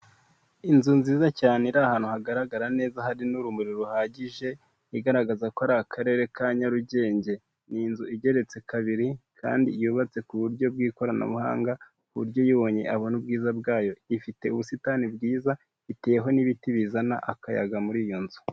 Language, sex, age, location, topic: Kinyarwanda, male, 18-24, Kigali, health